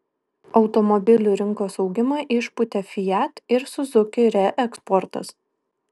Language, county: Lithuanian, Kaunas